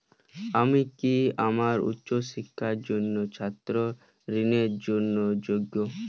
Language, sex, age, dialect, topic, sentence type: Bengali, male, 18-24, Western, banking, statement